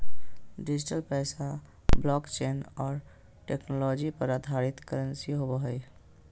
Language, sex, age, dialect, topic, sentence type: Magahi, male, 31-35, Southern, banking, statement